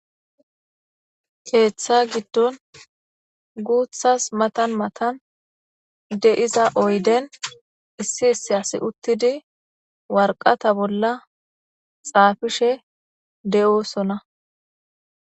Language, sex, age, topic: Gamo, female, 25-35, government